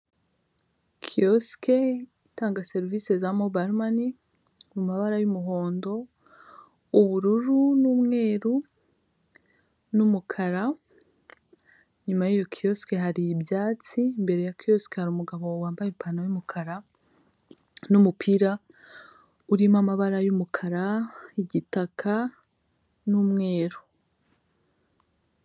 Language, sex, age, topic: Kinyarwanda, female, 25-35, finance